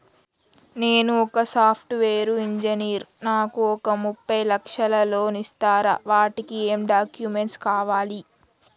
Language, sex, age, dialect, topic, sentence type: Telugu, female, 36-40, Telangana, banking, question